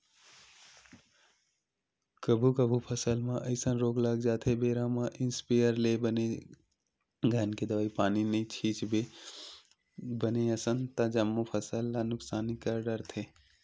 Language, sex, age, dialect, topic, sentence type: Chhattisgarhi, male, 18-24, Western/Budati/Khatahi, agriculture, statement